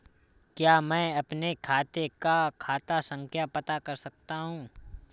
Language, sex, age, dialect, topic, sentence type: Hindi, male, 36-40, Awadhi Bundeli, banking, question